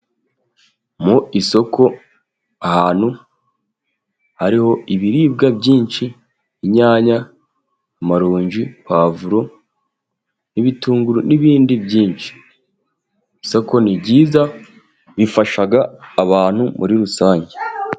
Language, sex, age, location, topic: Kinyarwanda, male, 18-24, Musanze, agriculture